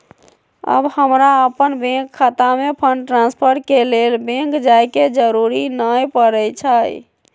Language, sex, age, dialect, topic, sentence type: Magahi, female, 18-24, Western, banking, statement